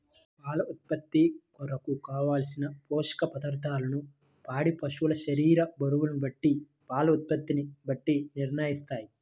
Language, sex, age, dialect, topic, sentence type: Telugu, male, 18-24, Central/Coastal, agriculture, question